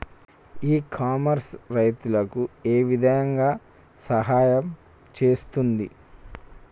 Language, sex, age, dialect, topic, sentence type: Telugu, male, 25-30, Telangana, agriculture, question